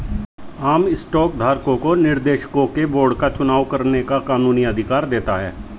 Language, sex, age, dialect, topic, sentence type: Hindi, male, 41-45, Hindustani Malvi Khadi Boli, banking, statement